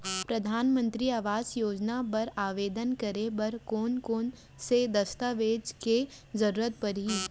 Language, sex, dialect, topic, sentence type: Chhattisgarhi, female, Central, banking, question